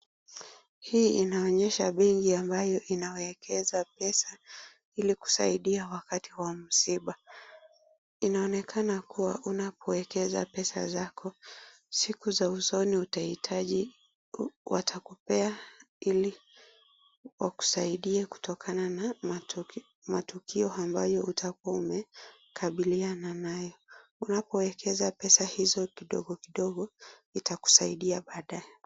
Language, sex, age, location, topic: Swahili, female, 25-35, Nakuru, finance